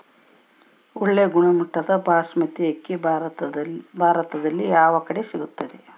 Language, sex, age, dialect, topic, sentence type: Kannada, female, 18-24, Central, agriculture, question